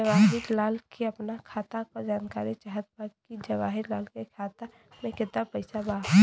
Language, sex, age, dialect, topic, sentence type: Bhojpuri, female, 18-24, Western, banking, question